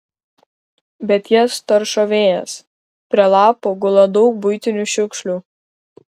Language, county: Lithuanian, Kaunas